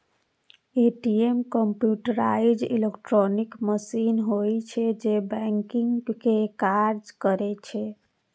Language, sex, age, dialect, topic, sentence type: Maithili, female, 25-30, Eastern / Thethi, banking, statement